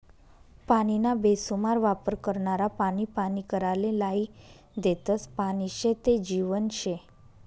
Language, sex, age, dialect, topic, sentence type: Marathi, female, 25-30, Northern Konkan, agriculture, statement